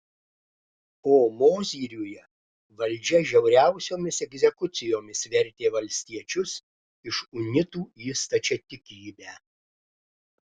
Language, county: Lithuanian, Klaipėda